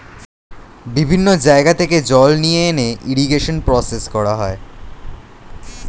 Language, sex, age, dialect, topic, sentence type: Bengali, male, 18-24, Standard Colloquial, agriculture, statement